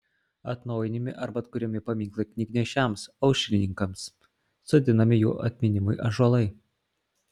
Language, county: Lithuanian, Klaipėda